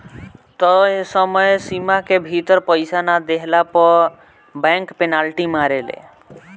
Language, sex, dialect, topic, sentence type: Bhojpuri, male, Northern, banking, statement